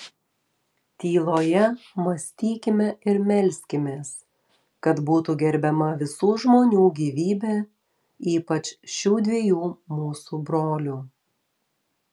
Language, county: Lithuanian, Telšiai